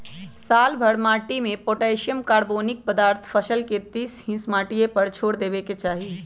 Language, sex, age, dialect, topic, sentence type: Magahi, female, 25-30, Western, agriculture, statement